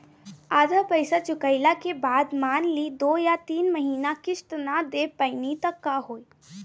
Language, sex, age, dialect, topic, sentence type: Bhojpuri, female, <18, Southern / Standard, banking, question